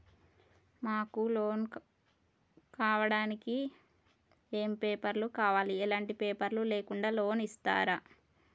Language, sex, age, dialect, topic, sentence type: Telugu, female, 41-45, Telangana, banking, question